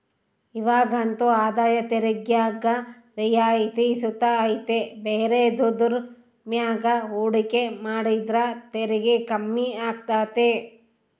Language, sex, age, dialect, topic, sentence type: Kannada, female, 36-40, Central, banking, statement